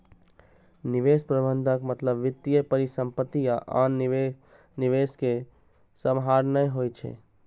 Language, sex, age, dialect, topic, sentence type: Maithili, male, 18-24, Eastern / Thethi, banking, statement